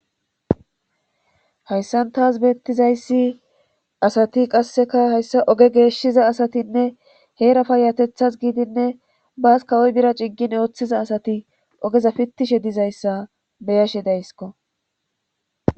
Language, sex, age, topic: Gamo, female, 18-24, government